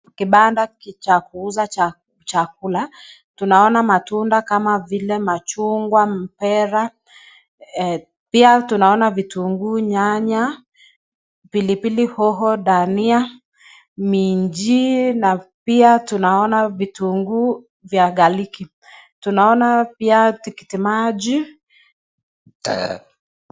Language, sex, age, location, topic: Swahili, female, 25-35, Nakuru, finance